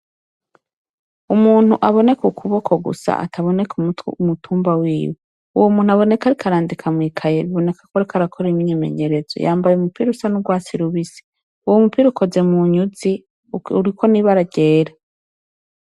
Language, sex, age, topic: Rundi, female, 36-49, education